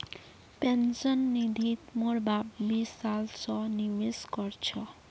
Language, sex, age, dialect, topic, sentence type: Magahi, female, 25-30, Northeastern/Surjapuri, banking, statement